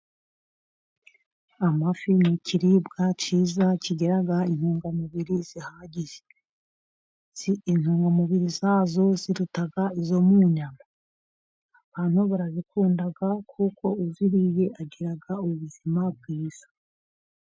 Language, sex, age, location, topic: Kinyarwanda, female, 50+, Musanze, agriculture